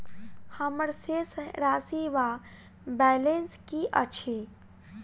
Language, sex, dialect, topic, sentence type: Maithili, female, Southern/Standard, banking, question